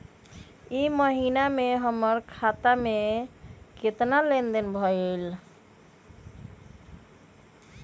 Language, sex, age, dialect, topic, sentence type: Magahi, female, 25-30, Western, banking, question